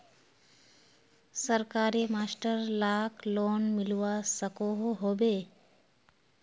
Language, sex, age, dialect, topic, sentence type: Magahi, female, 18-24, Northeastern/Surjapuri, banking, question